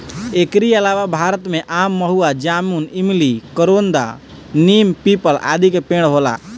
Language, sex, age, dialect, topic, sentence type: Bhojpuri, male, 25-30, Northern, agriculture, statement